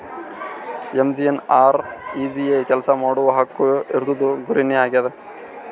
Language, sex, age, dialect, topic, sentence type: Kannada, male, 60-100, Northeastern, banking, statement